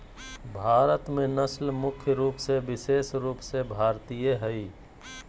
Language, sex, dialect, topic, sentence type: Magahi, male, Southern, agriculture, statement